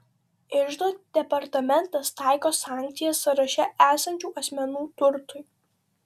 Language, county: Lithuanian, Vilnius